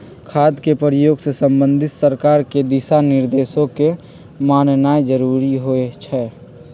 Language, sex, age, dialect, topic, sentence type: Magahi, male, 46-50, Western, agriculture, statement